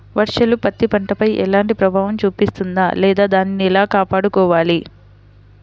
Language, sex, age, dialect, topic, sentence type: Telugu, female, 60-100, Central/Coastal, agriculture, question